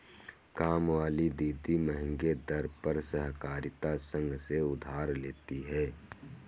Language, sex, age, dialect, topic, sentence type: Hindi, male, 51-55, Kanauji Braj Bhasha, banking, statement